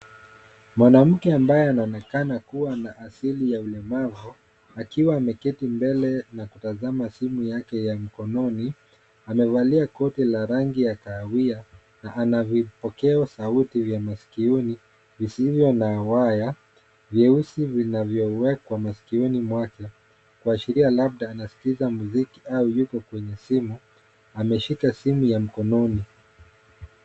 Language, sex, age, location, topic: Swahili, male, 25-35, Nairobi, education